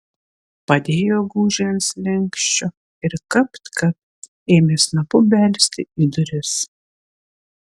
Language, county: Lithuanian, Vilnius